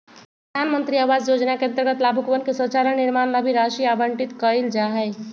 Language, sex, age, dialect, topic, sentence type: Magahi, female, 56-60, Western, banking, statement